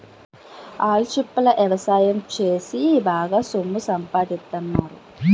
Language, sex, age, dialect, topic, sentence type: Telugu, female, 18-24, Utterandhra, agriculture, statement